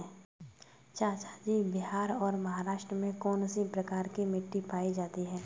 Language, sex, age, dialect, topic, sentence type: Hindi, female, 18-24, Kanauji Braj Bhasha, agriculture, statement